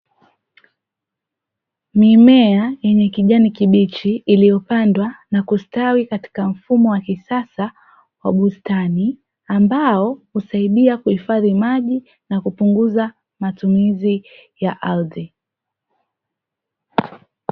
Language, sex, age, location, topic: Swahili, female, 18-24, Dar es Salaam, agriculture